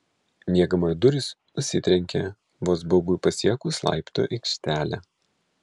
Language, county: Lithuanian, Vilnius